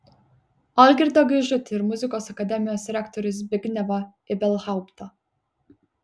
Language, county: Lithuanian, Kaunas